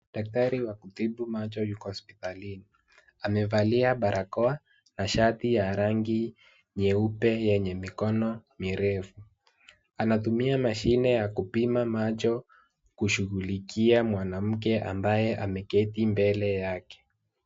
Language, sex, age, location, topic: Swahili, male, 18-24, Wajir, health